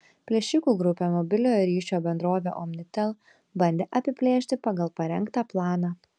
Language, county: Lithuanian, Kaunas